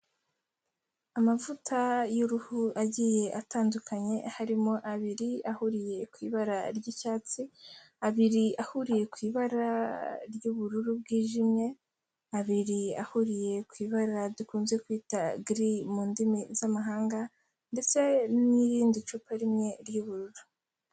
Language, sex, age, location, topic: Kinyarwanda, female, 18-24, Kigali, health